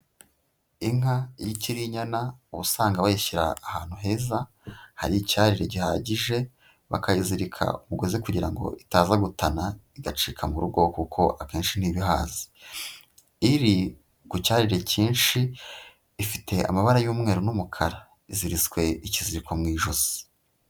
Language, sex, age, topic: Kinyarwanda, female, 25-35, agriculture